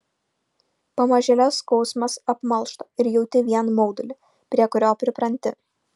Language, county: Lithuanian, Šiauliai